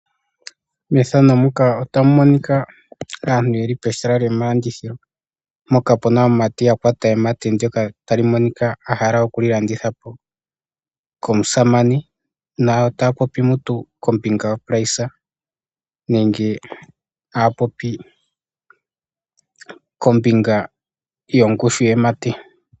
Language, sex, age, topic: Oshiwambo, male, 18-24, finance